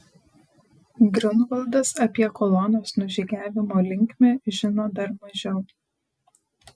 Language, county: Lithuanian, Panevėžys